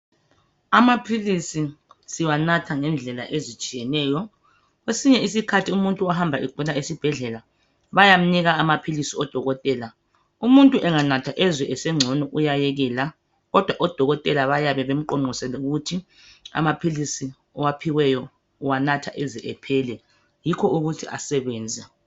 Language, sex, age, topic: North Ndebele, female, 25-35, health